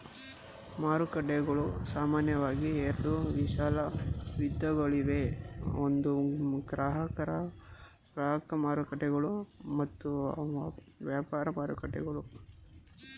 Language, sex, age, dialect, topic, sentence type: Kannada, male, 25-30, Mysore Kannada, banking, statement